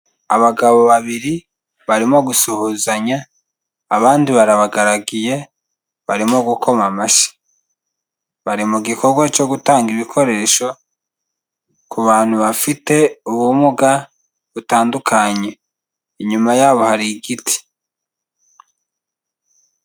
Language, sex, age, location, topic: Kinyarwanda, male, 25-35, Kigali, health